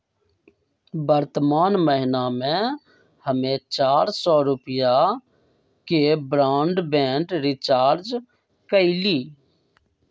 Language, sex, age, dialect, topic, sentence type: Magahi, male, 25-30, Western, banking, statement